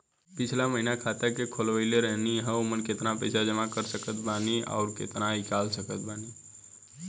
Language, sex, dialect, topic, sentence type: Bhojpuri, male, Southern / Standard, banking, question